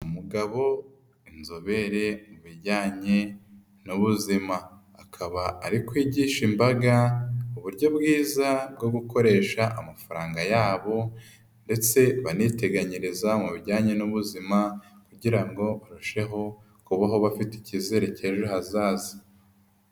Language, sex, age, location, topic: Kinyarwanda, female, 18-24, Huye, health